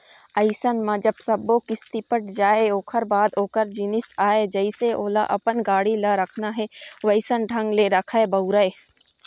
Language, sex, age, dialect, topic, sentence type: Chhattisgarhi, female, 18-24, Eastern, banking, statement